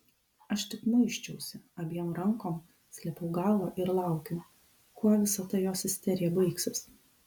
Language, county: Lithuanian, Kaunas